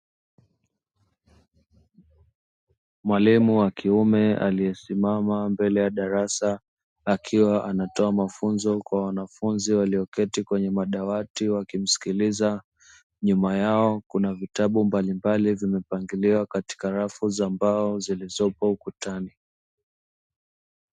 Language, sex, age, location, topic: Swahili, male, 25-35, Dar es Salaam, education